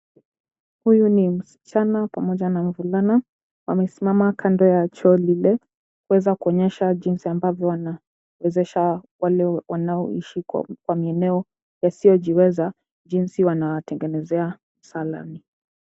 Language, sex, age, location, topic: Swahili, female, 18-24, Kisumu, health